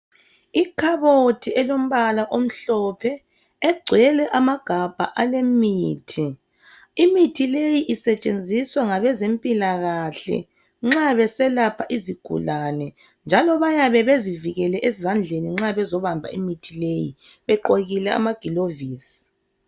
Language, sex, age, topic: North Ndebele, male, 36-49, health